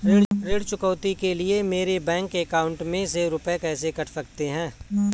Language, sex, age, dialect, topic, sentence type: Hindi, male, 41-45, Kanauji Braj Bhasha, banking, question